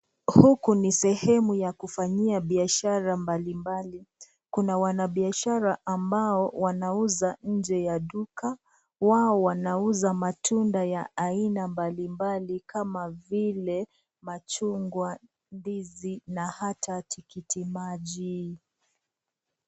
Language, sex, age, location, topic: Swahili, female, 25-35, Nakuru, finance